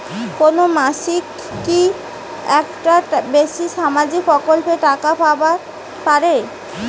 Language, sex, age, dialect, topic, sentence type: Bengali, female, 18-24, Rajbangshi, banking, question